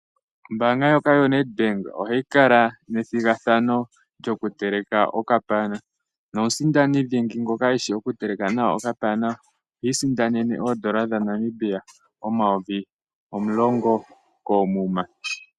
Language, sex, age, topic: Oshiwambo, female, 18-24, finance